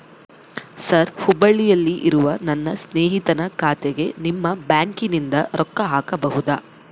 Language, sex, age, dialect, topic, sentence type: Kannada, female, 18-24, Central, banking, question